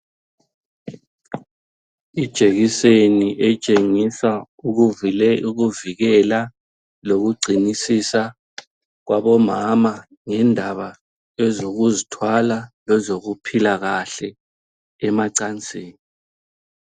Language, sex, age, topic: North Ndebele, male, 36-49, health